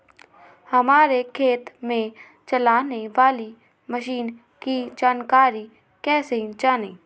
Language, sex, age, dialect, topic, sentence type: Magahi, female, 18-24, Western, agriculture, question